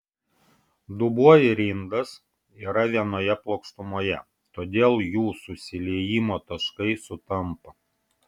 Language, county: Lithuanian, Vilnius